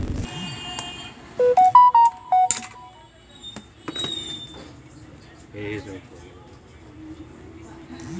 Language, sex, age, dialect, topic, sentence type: Maithili, male, 41-45, Bajjika, banking, statement